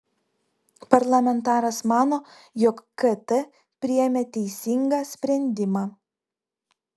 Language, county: Lithuanian, Vilnius